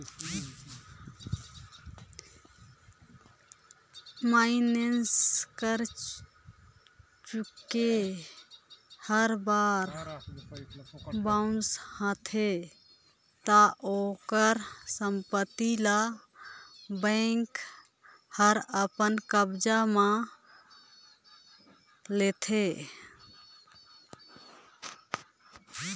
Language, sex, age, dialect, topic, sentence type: Chhattisgarhi, female, 25-30, Northern/Bhandar, banking, statement